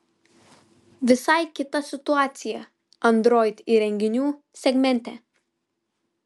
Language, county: Lithuanian, Vilnius